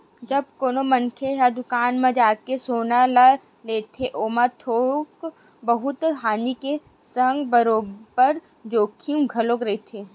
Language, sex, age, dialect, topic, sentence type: Chhattisgarhi, female, 18-24, Western/Budati/Khatahi, banking, statement